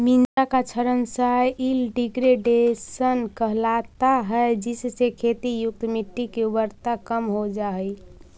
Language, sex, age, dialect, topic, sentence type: Magahi, female, 56-60, Central/Standard, agriculture, statement